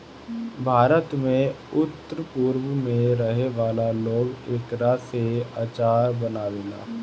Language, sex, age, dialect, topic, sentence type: Bhojpuri, male, 31-35, Northern, agriculture, statement